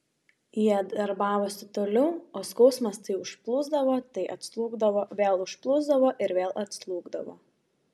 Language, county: Lithuanian, Šiauliai